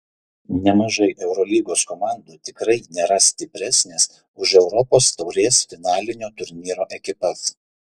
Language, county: Lithuanian, Šiauliai